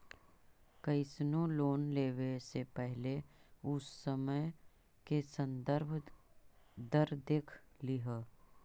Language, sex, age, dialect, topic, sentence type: Magahi, female, 36-40, Central/Standard, agriculture, statement